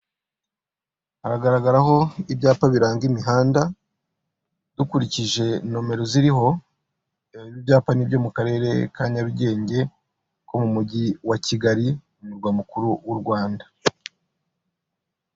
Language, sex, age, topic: Kinyarwanda, male, 36-49, government